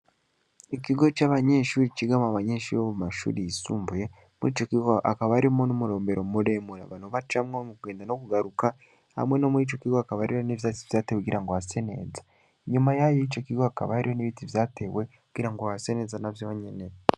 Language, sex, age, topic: Rundi, male, 18-24, education